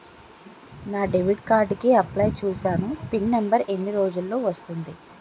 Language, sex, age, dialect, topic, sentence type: Telugu, female, 18-24, Utterandhra, banking, question